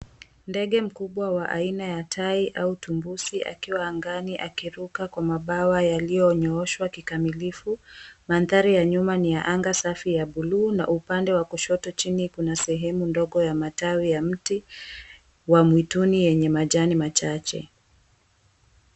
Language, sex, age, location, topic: Swahili, female, 18-24, Mombasa, agriculture